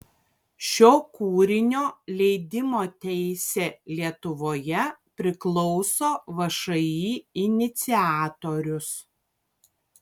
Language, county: Lithuanian, Kaunas